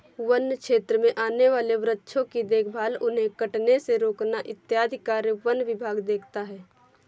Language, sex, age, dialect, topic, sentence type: Hindi, female, 18-24, Awadhi Bundeli, agriculture, statement